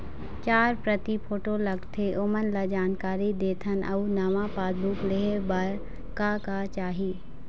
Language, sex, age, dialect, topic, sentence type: Chhattisgarhi, female, 25-30, Eastern, banking, question